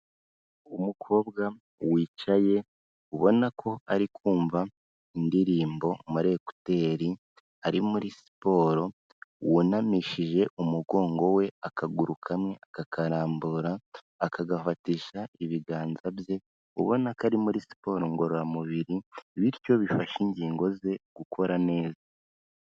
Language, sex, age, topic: Kinyarwanda, female, 18-24, health